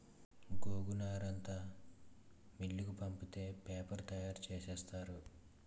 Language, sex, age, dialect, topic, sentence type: Telugu, male, 18-24, Utterandhra, agriculture, statement